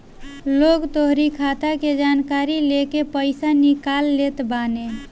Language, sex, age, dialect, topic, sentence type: Bhojpuri, female, 18-24, Northern, banking, statement